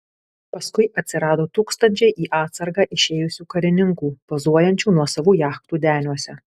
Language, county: Lithuanian, Kaunas